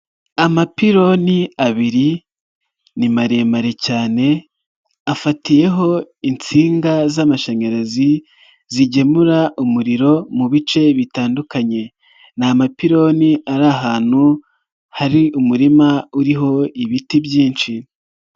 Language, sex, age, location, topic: Kinyarwanda, male, 36-49, Nyagatare, government